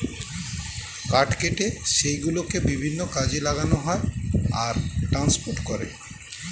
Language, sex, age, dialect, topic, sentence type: Bengali, male, 41-45, Standard Colloquial, agriculture, statement